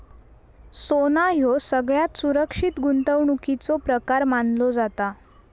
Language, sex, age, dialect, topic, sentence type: Marathi, female, 18-24, Southern Konkan, banking, statement